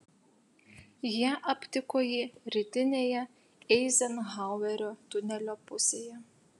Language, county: Lithuanian, Utena